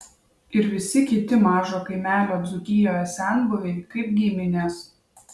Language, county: Lithuanian, Vilnius